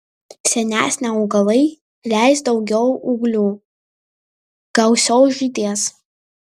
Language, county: Lithuanian, Vilnius